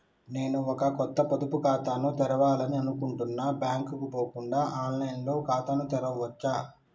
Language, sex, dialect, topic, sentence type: Telugu, male, Telangana, banking, question